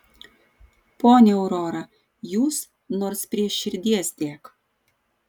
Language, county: Lithuanian, Vilnius